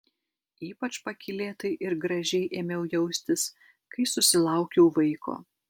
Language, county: Lithuanian, Alytus